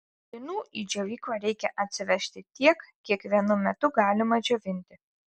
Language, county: Lithuanian, Alytus